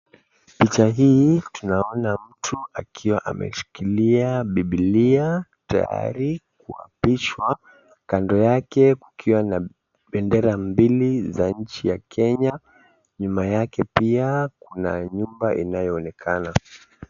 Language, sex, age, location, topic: Swahili, male, 36-49, Mombasa, government